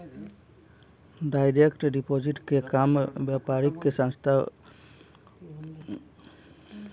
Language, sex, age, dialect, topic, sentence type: Bhojpuri, male, 18-24, Southern / Standard, banking, statement